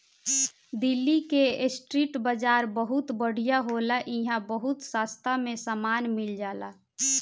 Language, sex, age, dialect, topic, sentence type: Bhojpuri, female, 18-24, Southern / Standard, agriculture, statement